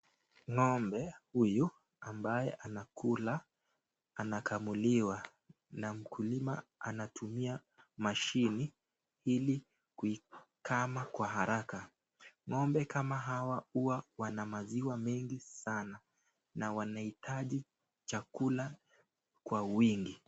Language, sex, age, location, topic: Swahili, male, 18-24, Nakuru, agriculture